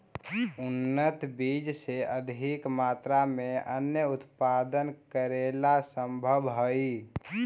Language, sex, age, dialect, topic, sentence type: Magahi, male, 18-24, Central/Standard, banking, statement